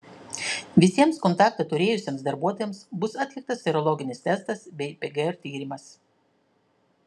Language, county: Lithuanian, Klaipėda